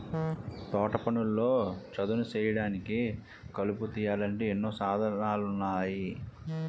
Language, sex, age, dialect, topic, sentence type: Telugu, male, 31-35, Utterandhra, agriculture, statement